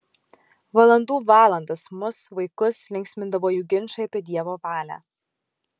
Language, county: Lithuanian, Kaunas